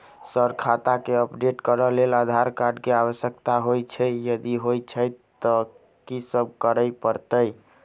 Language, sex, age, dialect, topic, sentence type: Maithili, male, 18-24, Southern/Standard, banking, question